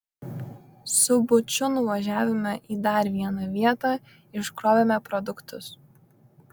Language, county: Lithuanian, Kaunas